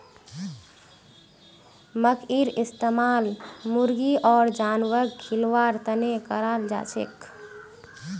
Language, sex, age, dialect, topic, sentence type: Magahi, female, 18-24, Northeastern/Surjapuri, agriculture, statement